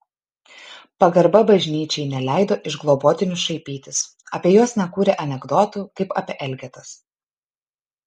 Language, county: Lithuanian, Kaunas